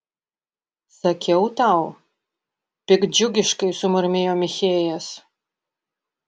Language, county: Lithuanian, Panevėžys